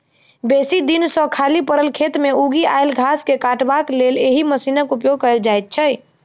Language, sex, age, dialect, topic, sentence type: Maithili, female, 60-100, Southern/Standard, agriculture, statement